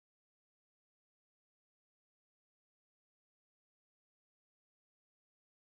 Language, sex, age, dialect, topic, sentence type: Telugu, female, 18-24, Southern, banking, statement